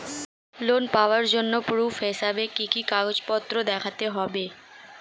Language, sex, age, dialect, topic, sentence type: Bengali, female, 18-24, Standard Colloquial, banking, statement